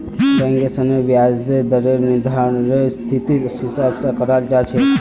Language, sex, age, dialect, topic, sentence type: Magahi, male, 31-35, Northeastern/Surjapuri, banking, statement